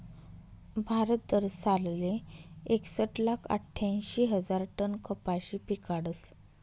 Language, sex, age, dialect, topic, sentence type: Marathi, female, 25-30, Northern Konkan, agriculture, statement